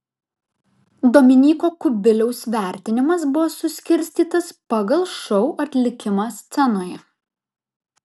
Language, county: Lithuanian, Vilnius